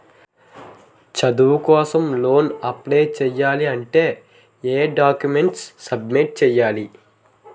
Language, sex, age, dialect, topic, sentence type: Telugu, male, 18-24, Utterandhra, banking, question